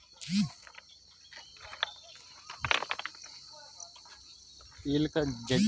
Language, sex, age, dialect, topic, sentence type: Bengali, male, 18-24, Rajbangshi, agriculture, question